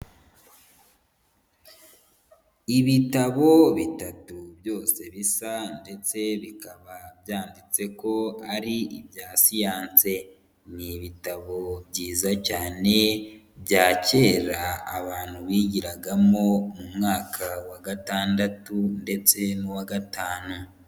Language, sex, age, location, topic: Kinyarwanda, female, 18-24, Huye, education